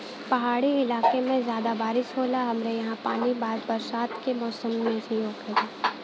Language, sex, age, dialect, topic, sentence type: Bhojpuri, female, 18-24, Western, agriculture, statement